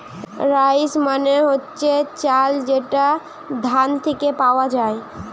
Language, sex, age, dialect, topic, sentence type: Bengali, female, 18-24, Western, agriculture, statement